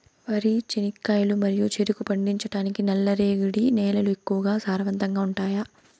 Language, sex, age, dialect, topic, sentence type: Telugu, female, 18-24, Southern, agriculture, question